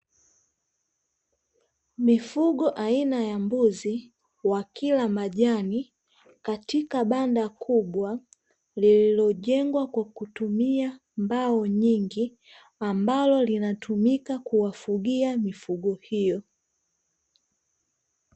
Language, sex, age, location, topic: Swahili, female, 25-35, Dar es Salaam, agriculture